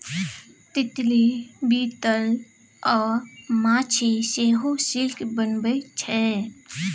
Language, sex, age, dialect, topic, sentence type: Maithili, female, 25-30, Bajjika, agriculture, statement